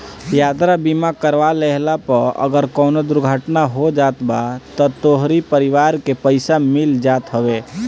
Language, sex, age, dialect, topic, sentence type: Bhojpuri, male, 25-30, Northern, banking, statement